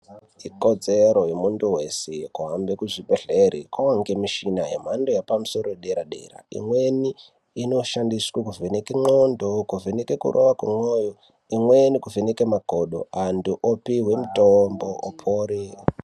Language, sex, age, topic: Ndau, male, 18-24, health